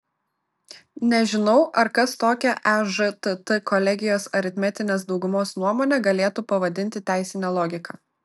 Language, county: Lithuanian, Klaipėda